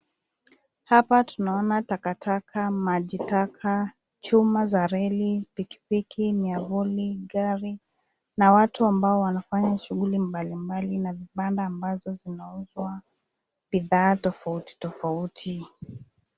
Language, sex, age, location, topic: Swahili, female, 25-35, Nairobi, government